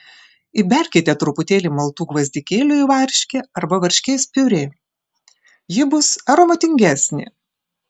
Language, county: Lithuanian, Klaipėda